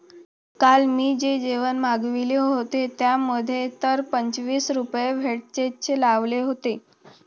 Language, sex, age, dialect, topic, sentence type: Marathi, female, 18-24, Standard Marathi, banking, statement